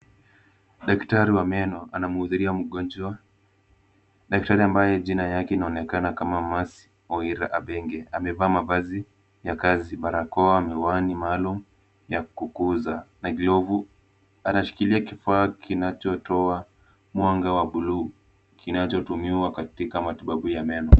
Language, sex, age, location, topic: Swahili, male, 18-24, Kisumu, health